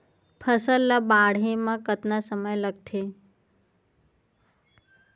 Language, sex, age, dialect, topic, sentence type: Chhattisgarhi, female, 25-30, Western/Budati/Khatahi, agriculture, question